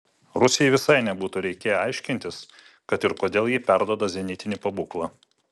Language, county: Lithuanian, Vilnius